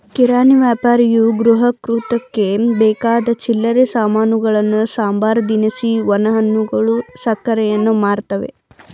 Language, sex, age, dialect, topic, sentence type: Kannada, female, 18-24, Mysore Kannada, agriculture, statement